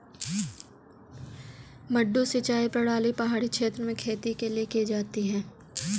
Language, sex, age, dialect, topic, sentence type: Hindi, female, 18-24, Kanauji Braj Bhasha, agriculture, statement